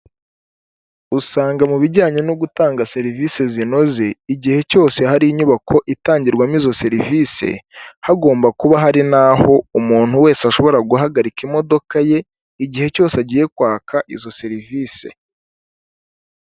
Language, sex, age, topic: Kinyarwanda, male, 18-24, government